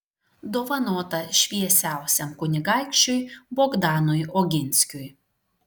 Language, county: Lithuanian, Šiauliai